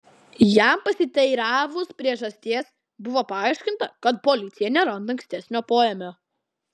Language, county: Lithuanian, Klaipėda